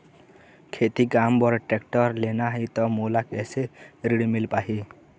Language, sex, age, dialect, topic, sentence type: Chhattisgarhi, male, 18-24, Eastern, banking, question